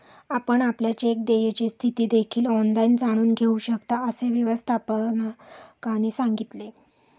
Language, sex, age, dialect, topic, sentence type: Marathi, female, 36-40, Standard Marathi, banking, statement